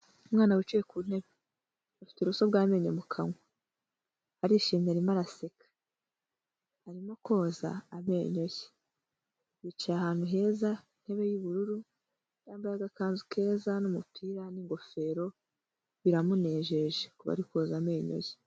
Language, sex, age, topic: Kinyarwanda, female, 18-24, health